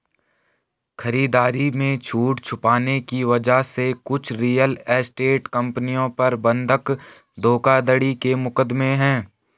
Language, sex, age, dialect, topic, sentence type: Hindi, male, 18-24, Garhwali, banking, statement